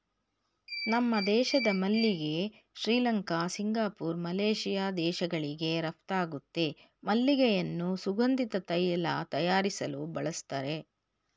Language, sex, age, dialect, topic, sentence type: Kannada, female, 51-55, Mysore Kannada, agriculture, statement